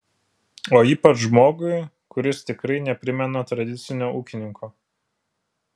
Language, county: Lithuanian, Vilnius